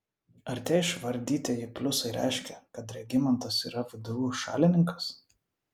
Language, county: Lithuanian, Vilnius